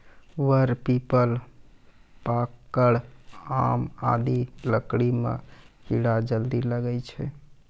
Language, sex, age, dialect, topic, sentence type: Maithili, male, 31-35, Angika, agriculture, statement